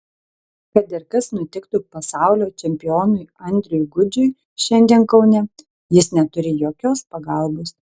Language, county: Lithuanian, Telšiai